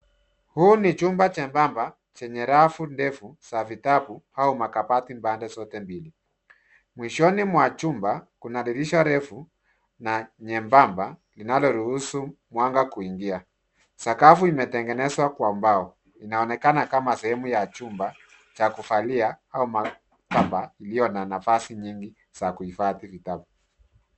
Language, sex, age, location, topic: Swahili, male, 50+, Nairobi, finance